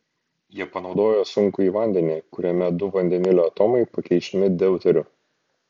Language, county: Lithuanian, Šiauliai